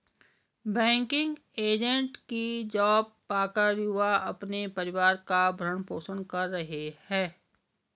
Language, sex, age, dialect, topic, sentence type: Hindi, female, 56-60, Garhwali, banking, statement